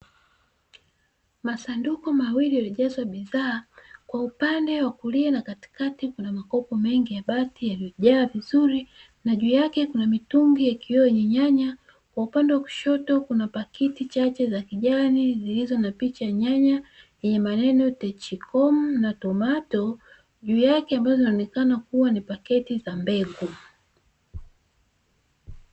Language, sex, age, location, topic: Swahili, female, 36-49, Dar es Salaam, agriculture